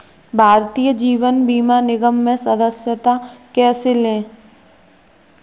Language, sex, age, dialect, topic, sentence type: Hindi, male, 18-24, Kanauji Braj Bhasha, banking, question